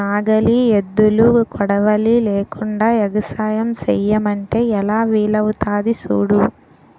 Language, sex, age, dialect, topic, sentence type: Telugu, female, 18-24, Utterandhra, agriculture, statement